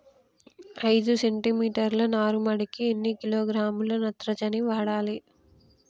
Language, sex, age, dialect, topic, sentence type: Telugu, female, 25-30, Telangana, agriculture, question